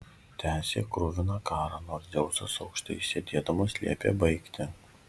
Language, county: Lithuanian, Kaunas